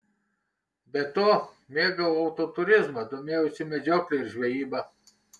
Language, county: Lithuanian, Kaunas